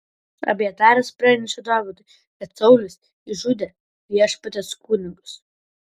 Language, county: Lithuanian, Vilnius